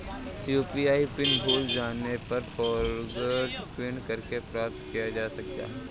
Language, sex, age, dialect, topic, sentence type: Hindi, male, 18-24, Kanauji Braj Bhasha, banking, statement